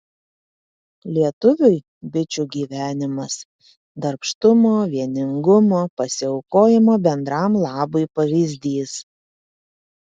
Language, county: Lithuanian, Panevėžys